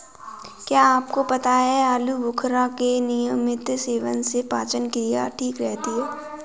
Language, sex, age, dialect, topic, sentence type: Hindi, female, 18-24, Kanauji Braj Bhasha, agriculture, statement